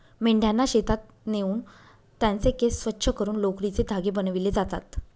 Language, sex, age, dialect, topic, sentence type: Marathi, female, 25-30, Northern Konkan, agriculture, statement